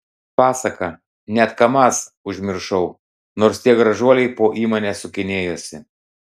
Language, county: Lithuanian, Klaipėda